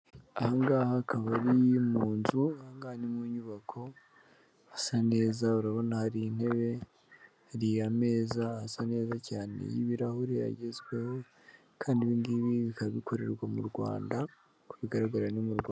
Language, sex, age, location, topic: Kinyarwanda, female, 18-24, Kigali, finance